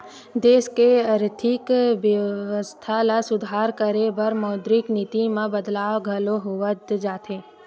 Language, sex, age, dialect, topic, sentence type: Chhattisgarhi, female, 18-24, Western/Budati/Khatahi, banking, statement